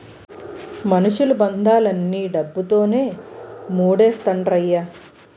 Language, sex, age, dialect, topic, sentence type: Telugu, female, 46-50, Utterandhra, banking, statement